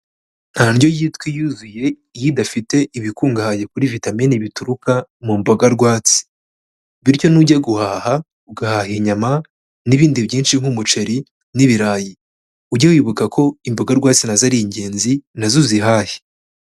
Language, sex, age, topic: Kinyarwanda, male, 18-24, health